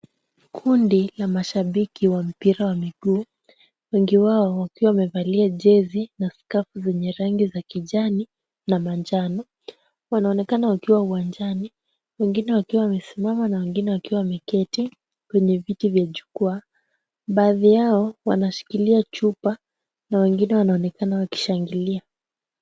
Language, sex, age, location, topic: Swahili, female, 18-24, Kisumu, government